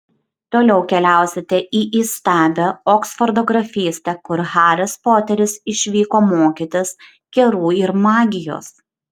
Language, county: Lithuanian, Šiauliai